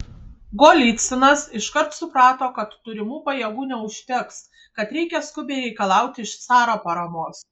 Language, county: Lithuanian, Kaunas